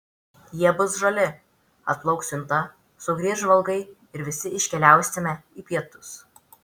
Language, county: Lithuanian, Vilnius